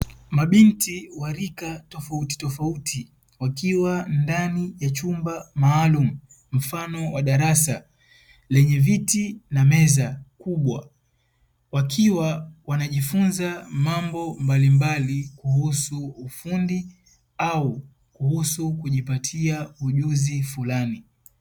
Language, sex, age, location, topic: Swahili, male, 25-35, Dar es Salaam, education